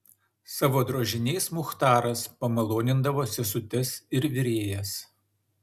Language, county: Lithuanian, Šiauliai